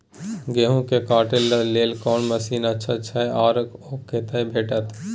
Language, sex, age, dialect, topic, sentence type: Maithili, male, 18-24, Bajjika, agriculture, question